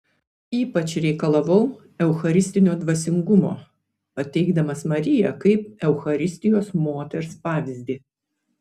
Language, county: Lithuanian, Vilnius